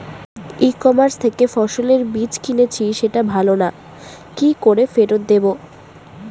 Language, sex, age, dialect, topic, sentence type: Bengali, female, 18-24, Standard Colloquial, agriculture, question